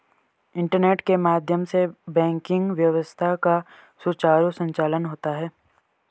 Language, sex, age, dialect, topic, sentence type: Hindi, female, 18-24, Garhwali, banking, statement